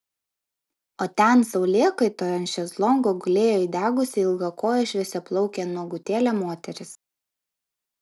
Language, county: Lithuanian, Vilnius